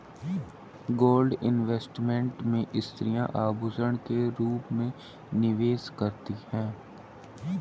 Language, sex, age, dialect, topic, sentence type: Hindi, female, 31-35, Hindustani Malvi Khadi Boli, banking, statement